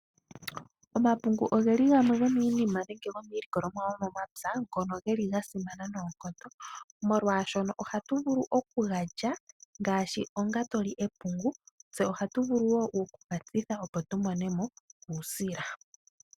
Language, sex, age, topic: Oshiwambo, female, 18-24, agriculture